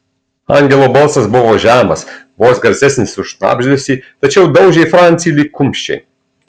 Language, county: Lithuanian, Marijampolė